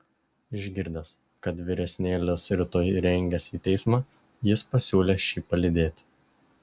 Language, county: Lithuanian, Šiauliai